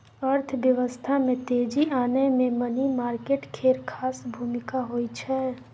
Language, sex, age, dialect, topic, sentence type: Maithili, female, 60-100, Bajjika, banking, statement